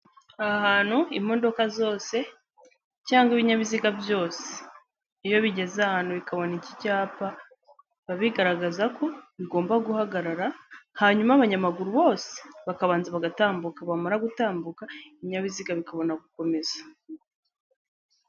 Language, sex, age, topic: Kinyarwanda, male, 18-24, government